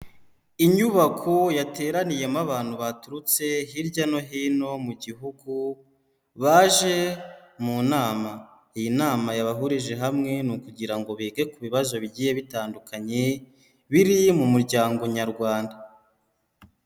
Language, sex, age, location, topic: Kinyarwanda, male, 25-35, Huye, health